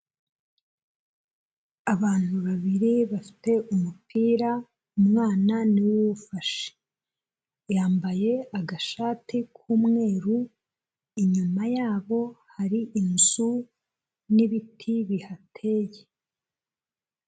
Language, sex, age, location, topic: Kinyarwanda, female, 25-35, Kigali, health